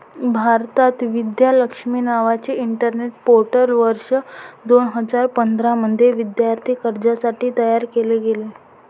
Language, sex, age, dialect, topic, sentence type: Marathi, female, 18-24, Varhadi, banking, statement